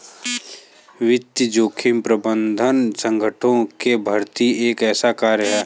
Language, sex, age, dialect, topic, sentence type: Hindi, male, 18-24, Kanauji Braj Bhasha, banking, statement